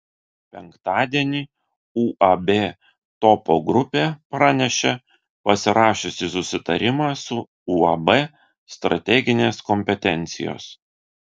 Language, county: Lithuanian, Vilnius